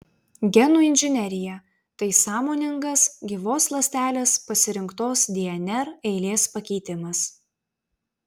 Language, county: Lithuanian, Vilnius